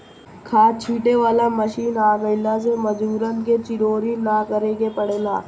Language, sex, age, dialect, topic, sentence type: Bhojpuri, male, 60-100, Northern, agriculture, statement